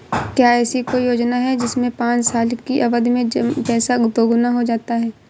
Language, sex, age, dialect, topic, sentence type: Hindi, female, 18-24, Awadhi Bundeli, banking, question